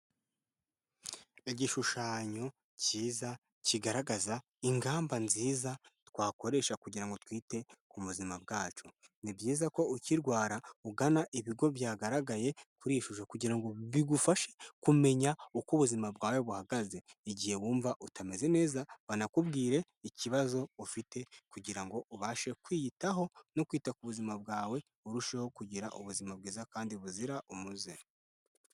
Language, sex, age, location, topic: Kinyarwanda, male, 18-24, Kigali, health